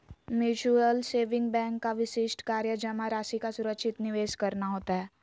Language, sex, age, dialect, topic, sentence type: Magahi, female, 56-60, Western, banking, statement